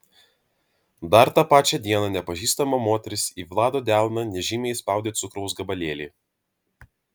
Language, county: Lithuanian, Vilnius